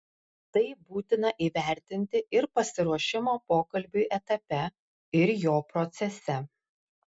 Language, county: Lithuanian, Klaipėda